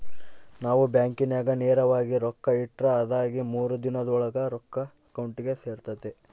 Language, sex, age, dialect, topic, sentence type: Kannada, male, 18-24, Central, banking, statement